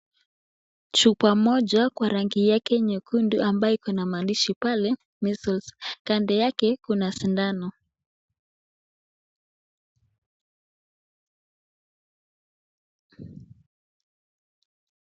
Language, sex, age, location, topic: Swahili, female, 25-35, Nakuru, health